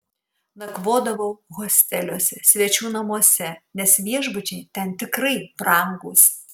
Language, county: Lithuanian, Kaunas